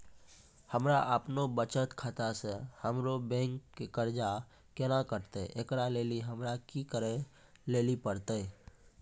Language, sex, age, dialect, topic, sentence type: Maithili, male, 18-24, Angika, banking, question